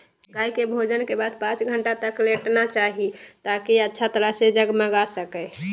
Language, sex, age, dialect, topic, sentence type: Magahi, female, 18-24, Southern, agriculture, statement